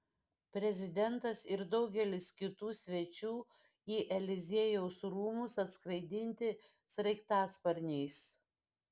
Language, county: Lithuanian, Šiauliai